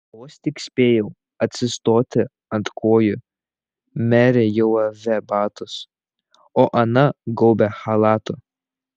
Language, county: Lithuanian, Šiauliai